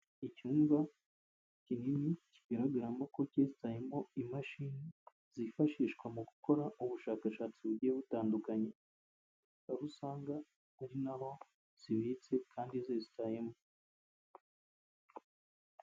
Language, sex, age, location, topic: Kinyarwanda, male, 25-35, Kigali, health